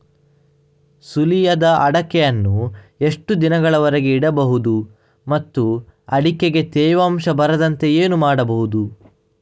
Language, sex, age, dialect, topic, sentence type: Kannada, male, 31-35, Coastal/Dakshin, agriculture, question